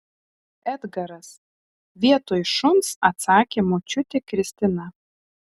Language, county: Lithuanian, Telšiai